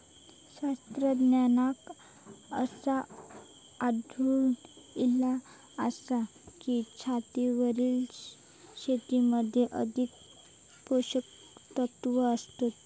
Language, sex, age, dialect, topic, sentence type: Marathi, female, 41-45, Southern Konkan, agriculture, statement